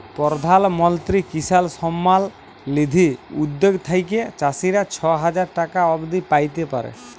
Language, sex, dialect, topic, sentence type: Bengali, male, Jharkhandi, agriculture, statement